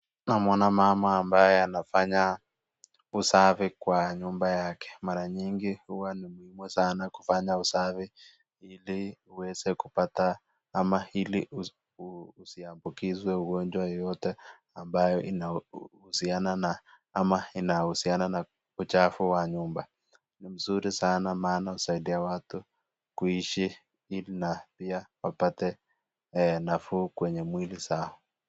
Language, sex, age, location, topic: Swahili, male, 25-35, Nakuru, agriculture